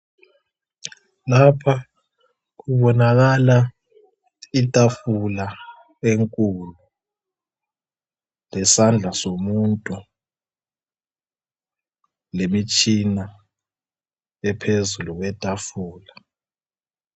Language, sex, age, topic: North Ndebele, male, 18-24, health